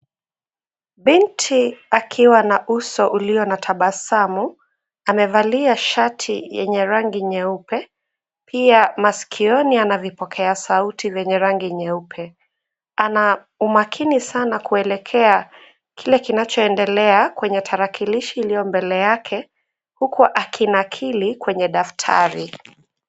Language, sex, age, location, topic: Swahili, female, 18-24, Nairobi, education